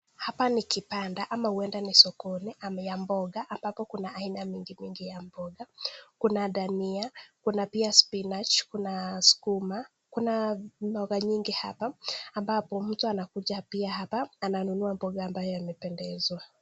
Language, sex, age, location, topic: Swahili, male, 18-24, Nakuru, finance